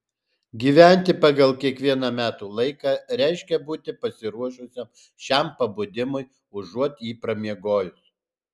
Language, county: Lithuanian, Alytus